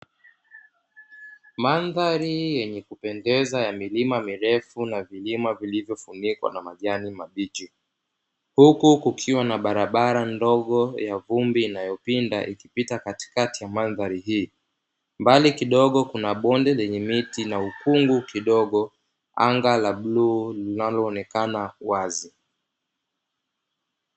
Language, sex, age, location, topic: Swahili, male, 25-35, Dar es Salaam, agriculture